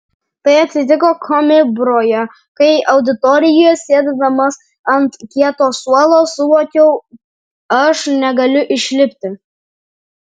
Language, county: Lithuanian, Vilnius